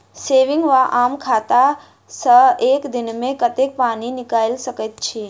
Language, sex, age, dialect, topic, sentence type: Maithili, female, 41-45, Southern/Standard, banking, question